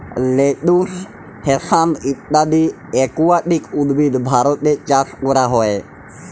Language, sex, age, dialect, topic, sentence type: Bengali, male, 25-30, Jharkhandi, agriculture, statement